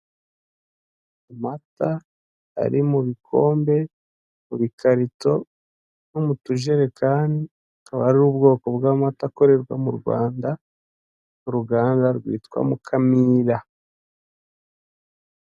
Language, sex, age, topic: Kinyarwanda, male, 25-35, finance